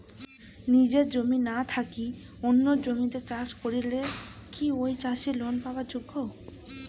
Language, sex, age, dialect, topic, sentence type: Bengali, female, 18-24, Rajbangshi, agriculture, question